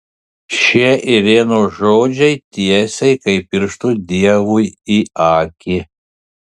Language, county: Lithuanian, Panevėžys